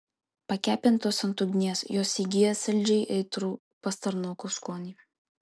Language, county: Lithuanian, Kaunas